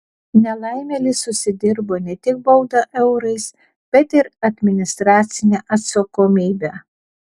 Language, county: Lithuanian, Vilnius